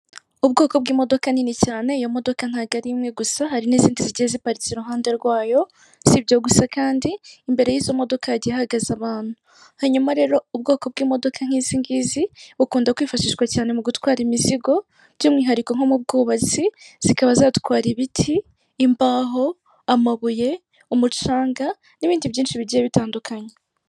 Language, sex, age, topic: Kinyarwanda, female, 36-49, government